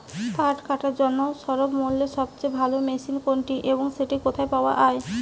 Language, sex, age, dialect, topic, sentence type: Bengali, female, 18-24, Rajbangshi, agriculture, question